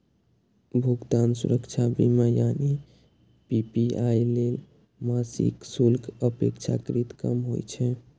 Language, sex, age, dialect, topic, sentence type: Maithili, male, 18-24, Eastern / Thethi, banking, statement